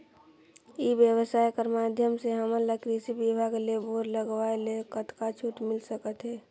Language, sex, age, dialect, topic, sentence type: Chhattisgarhi, female, 41-45, Northern/Bhandar, agriculture, question